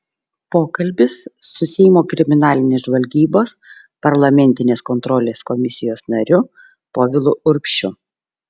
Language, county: Lithuanian, Šiauliai